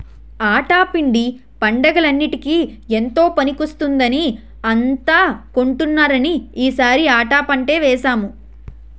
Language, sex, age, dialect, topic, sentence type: Telugu, female, 18-24, Utterandhra, agriculture, statement